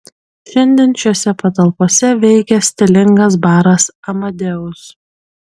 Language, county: Lithuanian, Kaunas